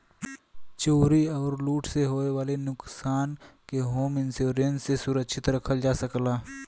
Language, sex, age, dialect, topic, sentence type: Bhojpuri, male, 18-24, Western, banking, statement